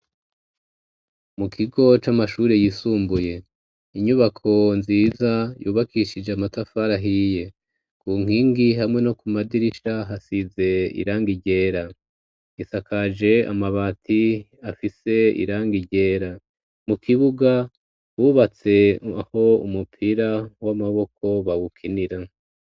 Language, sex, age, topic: Rundi, female, 36-49, education